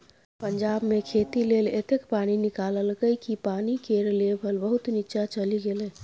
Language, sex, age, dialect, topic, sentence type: Maithili, female, 25-30, Bajjika, agriculture, statement